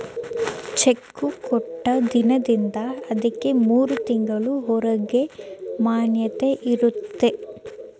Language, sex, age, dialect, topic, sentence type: Kannada, female, 18-24, Mysore Kannada, banking, statement